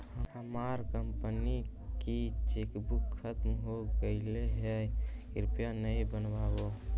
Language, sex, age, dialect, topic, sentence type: Magahi, female, 18-24, Central/Standard, banking, statement